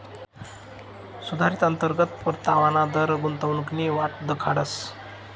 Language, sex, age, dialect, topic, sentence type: Marathi, male, 25-30, Northern Konkan, banking, statement